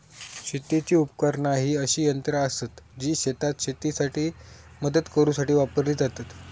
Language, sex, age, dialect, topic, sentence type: Marathi, male, 25-30, Southern Konkan, agriculture, statement